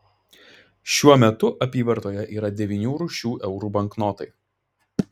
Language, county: Lithuanian, Klaipėda